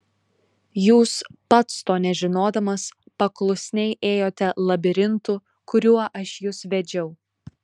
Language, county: Lithuanian, Šiauliai